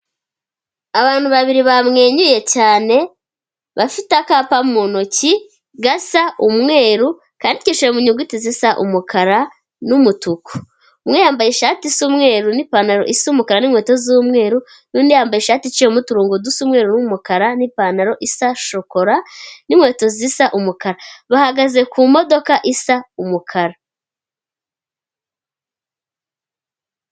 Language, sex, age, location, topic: Kinyarwanda, female, 25-35, Kigali, finance